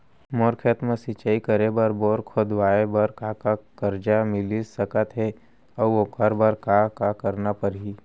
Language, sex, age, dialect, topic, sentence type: Chhattisgarhi, male, 25-30, Central, agriculture, question